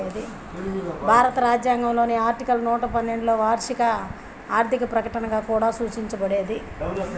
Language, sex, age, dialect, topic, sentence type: Telugu, male, 51-55, Central/Coastal, banking, statement